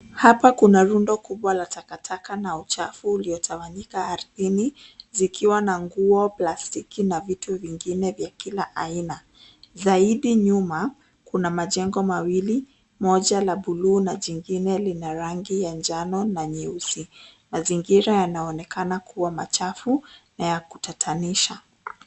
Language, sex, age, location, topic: Swahili, female, 25-35, Nairobi, government